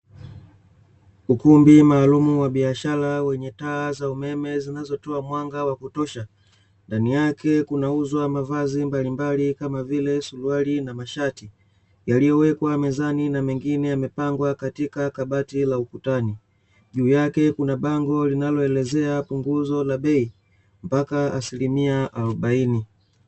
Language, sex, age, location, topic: Swahili, male, 25-35, Dar es Salaam, finance